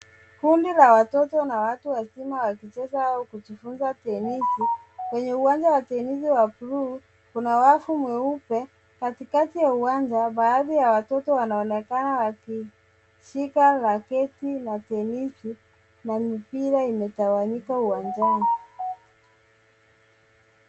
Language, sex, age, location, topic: Swahili, female, 25-35, Nairobi, education